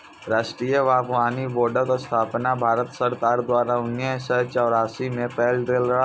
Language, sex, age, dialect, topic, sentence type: Maithili, female, 46-50, Eastern / Thethi, agriculture, statement